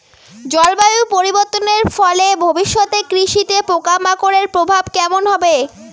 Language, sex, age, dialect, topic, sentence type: Bengali, female, 18-24, Rajbangshi, agriculture, question